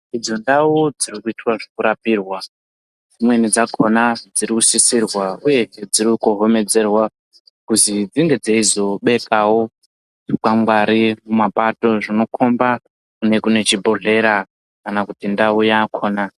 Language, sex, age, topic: Ndau, male, 50+, health